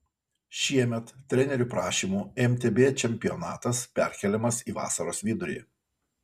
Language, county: Lithuanian, Kaunas